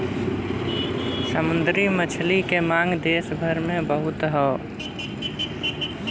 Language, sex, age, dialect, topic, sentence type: Bhojpuri, male, 18-24, Western, agriculture, statement